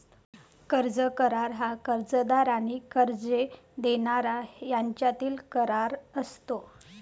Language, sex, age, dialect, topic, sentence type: Marathi, female, 31-35, Varhadi, banking, statement